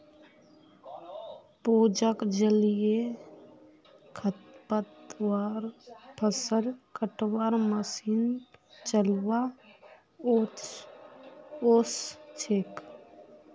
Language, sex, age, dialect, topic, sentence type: Magahi, female, 25-30, Northeastern/Surjapuri, agriculture, statement